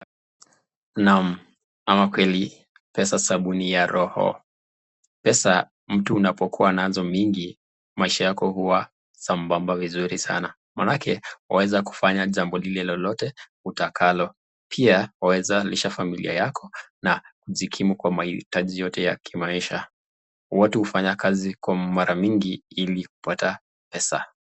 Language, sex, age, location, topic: Swahili, male, 25-35, Nakuru, finance